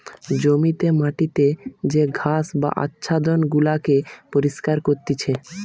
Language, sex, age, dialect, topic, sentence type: Bengali, male, 18-24, Western, agriculture, statement